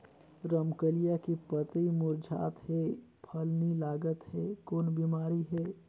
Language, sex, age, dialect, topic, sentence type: Chhattisgarhi, male, 18-24, Northern/Bhandar, agriculture, question